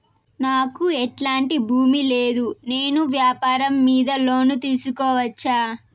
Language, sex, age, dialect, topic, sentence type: Telugu, female, 18-24, Southern, banking, question